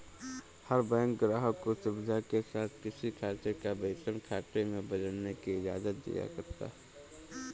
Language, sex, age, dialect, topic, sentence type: Hindi, male, 18-24, Kanauji Braj Bhasha, banking, statement